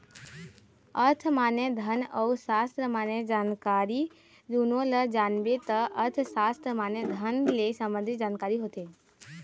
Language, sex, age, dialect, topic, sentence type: Chhattisgarhi, male, 41-45, Eastern, banking, statement